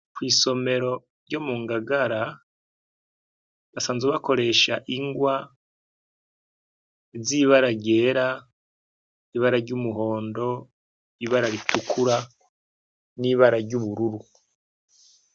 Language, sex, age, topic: Rundi, male, 36-49, education